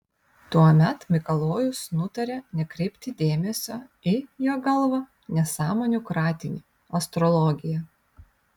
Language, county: Lithuanian, Vilnius